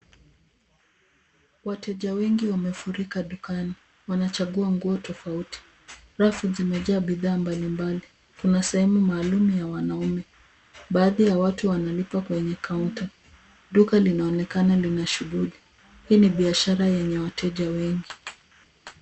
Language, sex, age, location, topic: Swahili, female, 25-35, Nairobi, finance